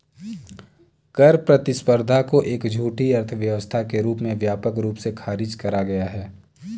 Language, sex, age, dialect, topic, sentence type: Hindi, male, 18-24, Kanauji Braj Bhasha, banking, statement